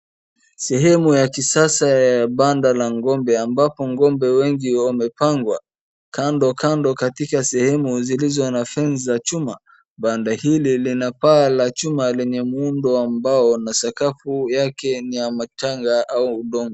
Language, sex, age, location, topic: Swahili, male, 25-35, Wajir, agriculture